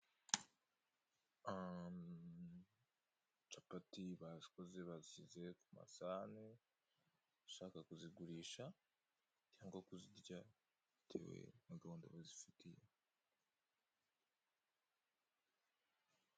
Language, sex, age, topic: Kinyarwanda, male, 18-24, finance